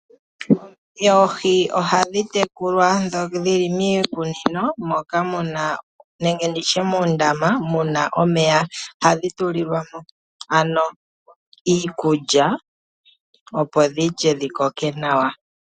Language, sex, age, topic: Oshiwambo, male, 25-35, agriculture